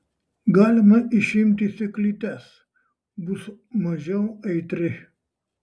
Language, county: Lithuanian, Šiauliai